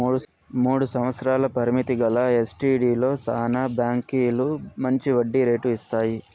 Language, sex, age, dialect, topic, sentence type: Telugu, male, 46-50, Southern, banking, statement